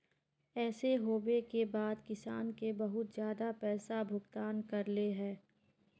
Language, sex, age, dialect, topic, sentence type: Magahi, female, 18-24, Northeastern/Surjapuri, agriculture, question